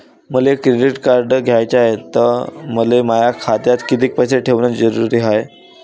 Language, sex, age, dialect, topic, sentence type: Marathi, male, 18-24, Varhadi, banking, question